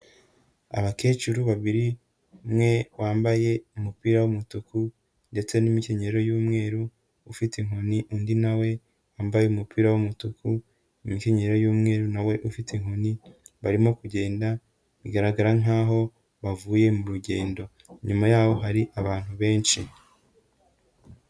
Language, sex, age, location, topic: Kinyarwanda, female, 25-35, Huye, health